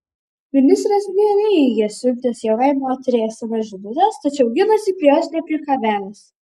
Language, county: Lithuanian, Vilnius